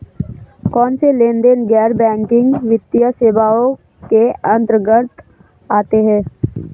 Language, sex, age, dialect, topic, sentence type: Hindi, female, 25-30, Marwari Dhudhari, banking, question